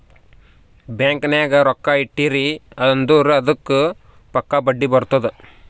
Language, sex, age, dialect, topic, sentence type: Kannada, male, 18-24, Northeastern, banking, statement